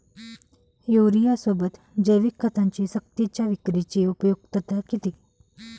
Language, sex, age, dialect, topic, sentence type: Marathi, female, 25-30, Standard Marathi, agriculture, question